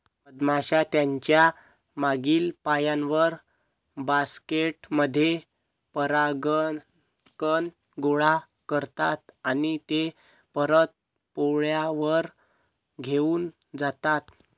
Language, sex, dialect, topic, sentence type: Marathi, male, Varhadi, agriculture, statement